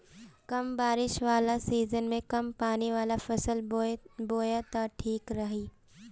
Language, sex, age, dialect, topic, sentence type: Bhojpuri, female, 18-24, Northern, agriculture, statement